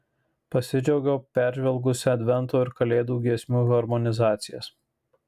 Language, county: Lithuanian, Marijampolė